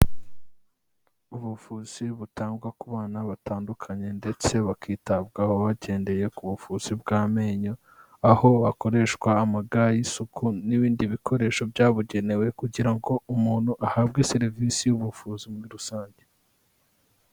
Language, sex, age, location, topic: Kinyarwanda, male, 25-35, Kigali, health